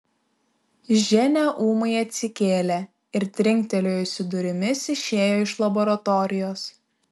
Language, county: Lithuanian, Šiauliai